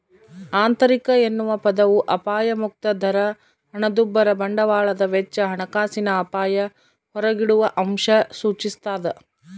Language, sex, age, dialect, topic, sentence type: Kannada, female, 25-30, Central, banking, statement